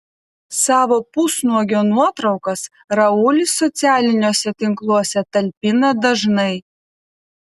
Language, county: Lithuanian, Vilnius